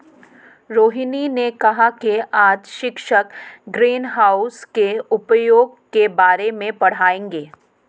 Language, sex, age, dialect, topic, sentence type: Hindi, female, 31-35, Marwari Dhudhari, agriculture, statement